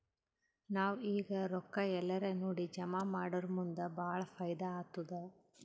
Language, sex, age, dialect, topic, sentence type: Kannada, female, 18-24, Northeastern, banking, statement